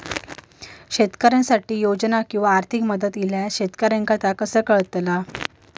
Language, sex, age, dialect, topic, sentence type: Marathi, female, 18-24, Southern Konkan, agriculture, question